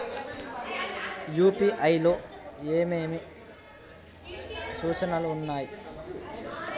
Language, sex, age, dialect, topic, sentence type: Telugu, male, 18-24, Telangana, banking, question